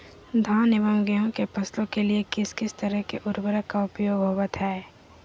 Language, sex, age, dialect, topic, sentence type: Magahi, female, 51-55, Southern, agriculture, question